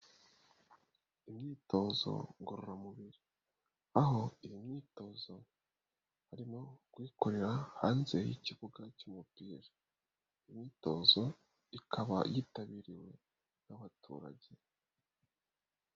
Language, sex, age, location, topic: Kinyarwanda, male, 18-24, Nyagatare, government